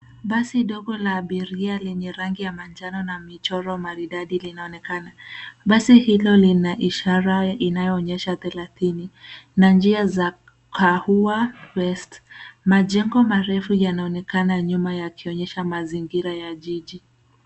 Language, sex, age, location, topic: Swahili, female, 18-24, Nairobi, government